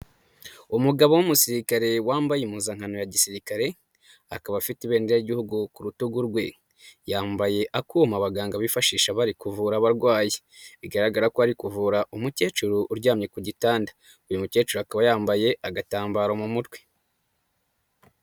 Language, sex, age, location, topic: Kinyarwanda, male, 25-35, Nyagatare, health